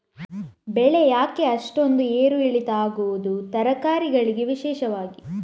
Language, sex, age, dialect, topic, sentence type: Kannada, female, 18-24, Coastal/Dakshin, agriculture, question